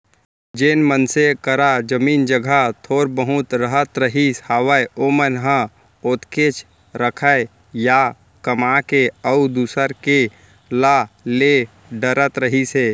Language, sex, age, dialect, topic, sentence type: Chhattisgarhi, male, 18-24, Central, banking, statement